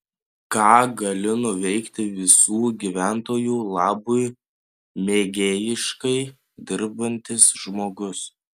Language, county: Lithuanian, Panevėžys